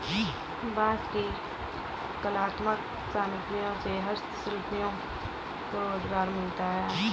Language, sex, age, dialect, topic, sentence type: Hindi, female, 25-30, Kanauji Braj Bhasha, agriculture, statement